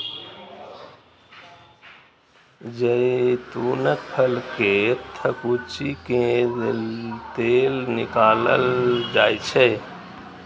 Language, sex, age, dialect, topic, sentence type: Maithili, male, 18-24, Eastern / Thethi, agriculture, statement